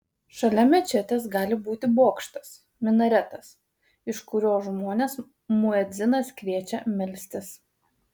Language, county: Lithuanian, Kaunas